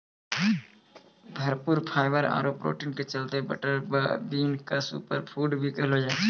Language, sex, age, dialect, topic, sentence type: Maithili, male, 25-30, Angika, agriculture, statement